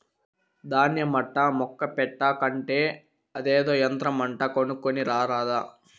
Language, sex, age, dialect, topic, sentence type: Telugu, male, 51-55, Southern, agriculture, statement